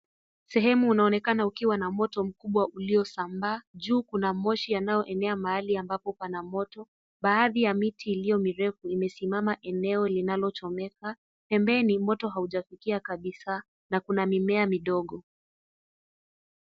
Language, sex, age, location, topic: Swahili, female, 18-24, Kisii, health